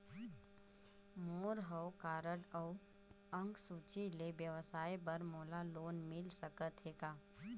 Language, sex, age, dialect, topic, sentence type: Chhattisgarhi, female, 31-35, Northern/Bhandar, banking, question